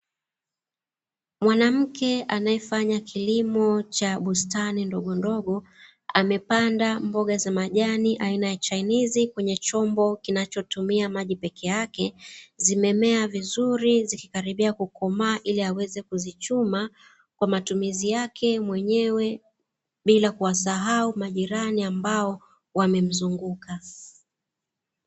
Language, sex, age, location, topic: Swahili, female, 36-49, Dar es Salaam, agriculture